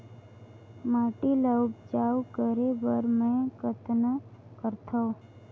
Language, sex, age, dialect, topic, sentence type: Chhattisgarhi, female, 18-24, Northern/Bhandar, agriculture, question